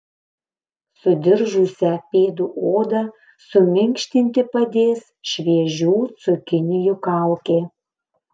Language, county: Lithuanian, Panevėžys